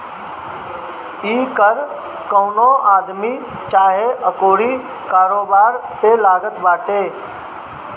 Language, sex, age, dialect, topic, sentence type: Bhojpuri, male, 60-100, Northern, banking, statement